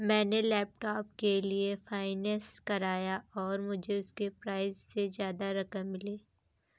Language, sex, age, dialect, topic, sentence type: Hindi, female, 25-30, Kanauji Braj Bhasha, banking, statement